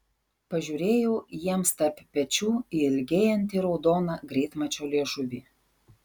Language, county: Lithuanian, Šiauliai